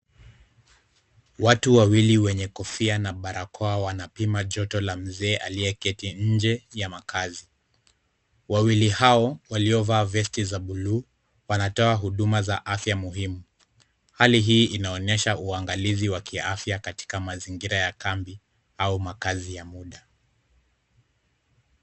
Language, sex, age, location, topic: Swahili, male, 25-35, Kisumu, health